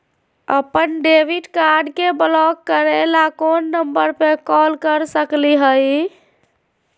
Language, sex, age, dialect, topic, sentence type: Magahi, female, 25-30, Southern, banking, question